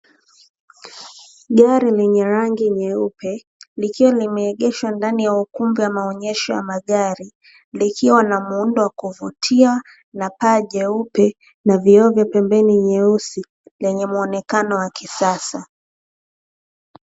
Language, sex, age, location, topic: Swahili, female, 18-24, Dar es Salaam, finance